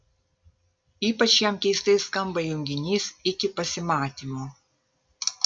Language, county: Lithuanian, Vilnius